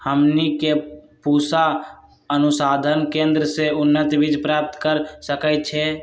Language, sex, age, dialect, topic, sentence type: Magahi, male, 18-24, Western, agriculture, question